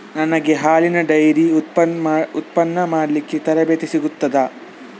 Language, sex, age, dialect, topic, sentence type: Kannada, male, 18-24, Coastal/Dakshin, agriculture, question